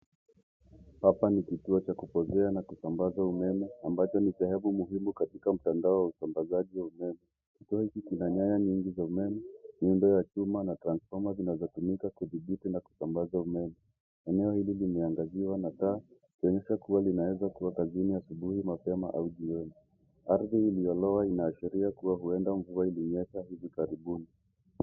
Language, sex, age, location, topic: Swahili, male, 25-35, Nairobi, government